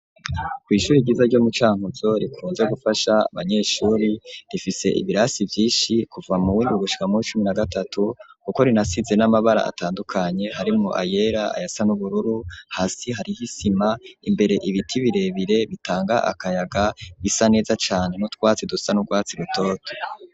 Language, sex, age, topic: Rundi, male, 25-35, education